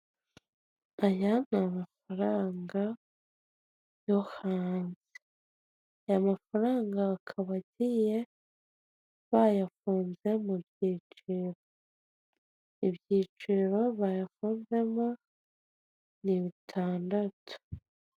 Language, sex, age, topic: Kinyarwanda, female, 25-35, finance